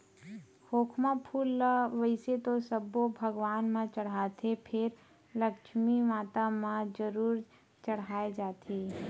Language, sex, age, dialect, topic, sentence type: Chhattisgarhi, female, 31-35, Western/Budati/Khatahi, agriculture, statement